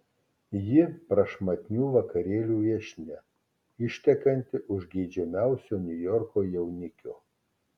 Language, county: Lithuanian, Kaunas